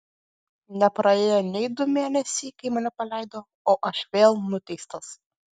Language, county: Lithuanian, Klaipėda